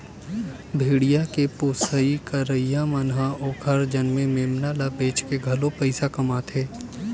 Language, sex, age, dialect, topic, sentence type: Chhattisgarhi, male, 18-24, Western/Budati/Khatahi, agriculture, statement